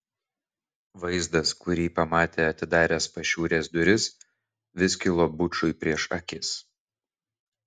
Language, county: Lithuanian, Vilnius